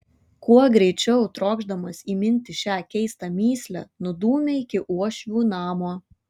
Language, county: Lithuanian, Šiauliai